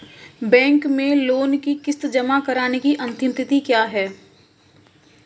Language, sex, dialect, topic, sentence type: Hindi, female, Marwari Dhudhari, banking, question